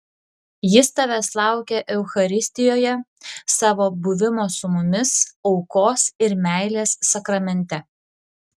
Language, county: Lithuanian, Klaipėda